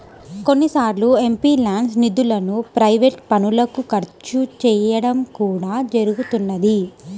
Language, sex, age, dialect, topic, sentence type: Telugu, female, 18-24, Central/Coastal, banking, statement